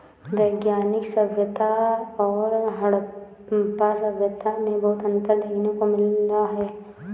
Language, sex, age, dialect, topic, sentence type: Hindi, female, 18-24, Awadhi Bundeli, agriculture, statement